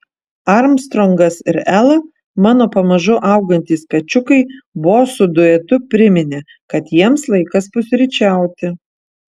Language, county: Lithuanian, Vilnius